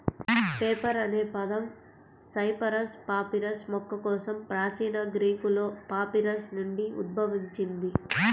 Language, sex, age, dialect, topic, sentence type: Telugu, female, 46-50, Central/Coastal, agriculture, statement